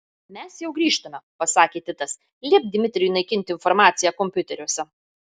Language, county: Lithuanian, Marijampolė